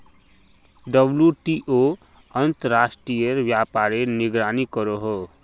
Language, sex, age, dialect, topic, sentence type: Magahi, male, 25-30, Northeastern/Surjapuri, banking, statement